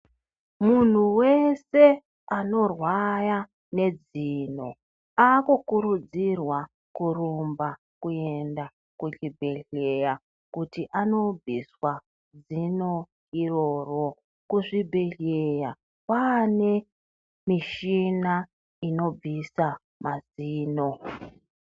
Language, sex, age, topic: Ndau, female, 36-49, health